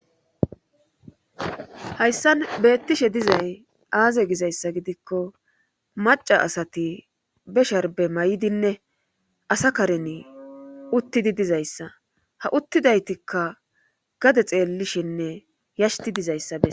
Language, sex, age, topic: Gamo, female, 36-49, government